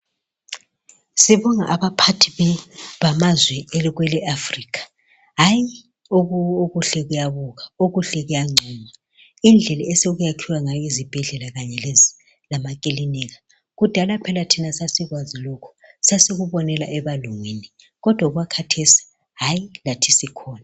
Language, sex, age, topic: North Ndebele, male, 36-49, health